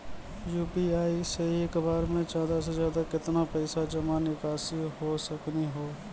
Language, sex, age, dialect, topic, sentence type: Maithili, male, 18-24, Angika, banking, question